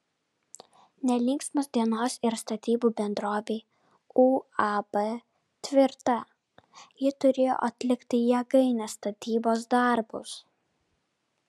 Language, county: Lithuanian, Vilnius